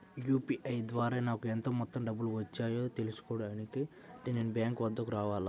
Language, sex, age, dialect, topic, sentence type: Telugu, male, 60-100, Central/Coastal, banking, question